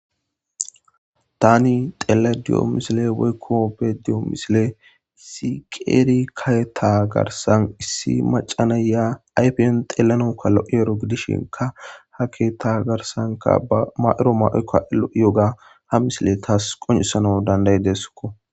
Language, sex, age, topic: Gamo, male, 25-35, government